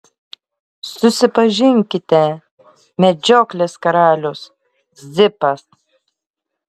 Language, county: Lithuanian, Šiauliai